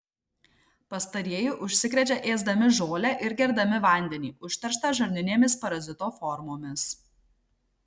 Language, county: Lithuanian, Marijampolė